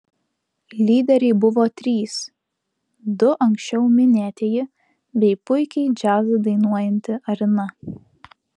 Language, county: Lithuanian, Utena